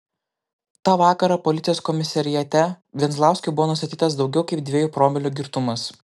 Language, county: Lithuanian, Klaipėda